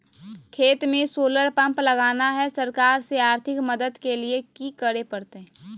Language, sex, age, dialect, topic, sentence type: Magahi, female, 18-24, Southern, agriculture, question